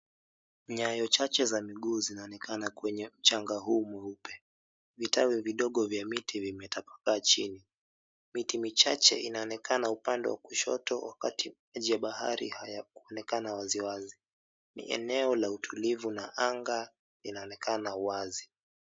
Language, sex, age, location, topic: Swahili, male, 25-35, Mombasa, government